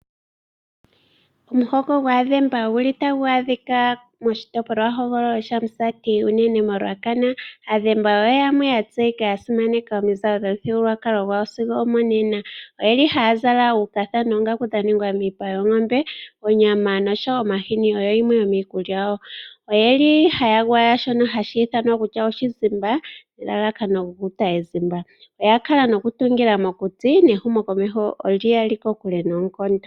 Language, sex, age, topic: Oshiwambo, female, 25-35, agriculture